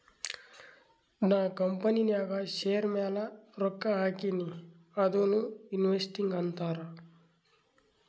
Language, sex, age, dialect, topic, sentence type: Kannada, male, 18-24, Northeastern, banking, statement